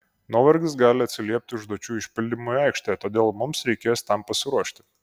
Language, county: Lithuanian, Kaunas